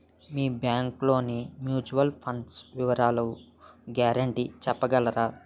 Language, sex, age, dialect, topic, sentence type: Telugu, male, 18-24, Utterandhra, banking, question